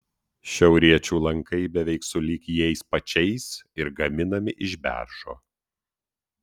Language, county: Lithuanian, Utena